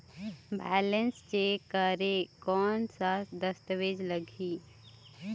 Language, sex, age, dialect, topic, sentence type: Chhattisgarhi, female, 25-30, Eastern, banking, question